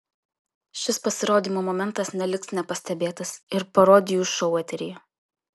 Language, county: Lithuanian, Kaunas